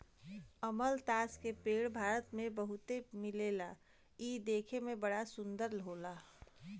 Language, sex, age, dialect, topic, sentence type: Bhojpuri, female, 31-35, Western, agriculture, statement